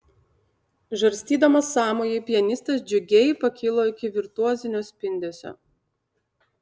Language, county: Lithuanian, Utena